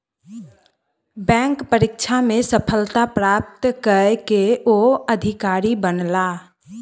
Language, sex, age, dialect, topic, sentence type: Maithili, female, 18-24, Southern/Standard, banking, statement